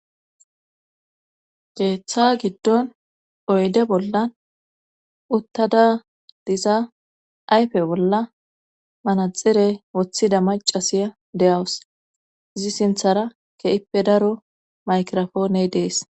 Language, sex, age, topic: Gamo, male, 25-35, government